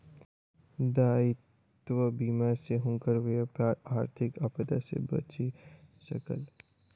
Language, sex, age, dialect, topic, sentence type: Maithili, male, 18-24, Southern/Standard, banking, statement